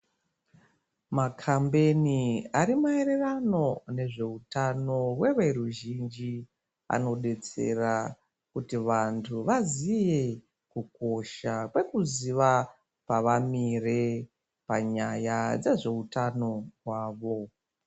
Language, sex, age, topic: Ndau, female, 36-49, health